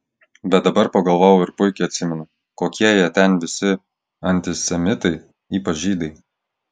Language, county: Lithuanian, Klaipėda